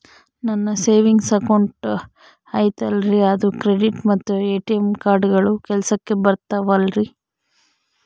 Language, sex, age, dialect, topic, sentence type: Kannada, female, 18-24, Central, banking, question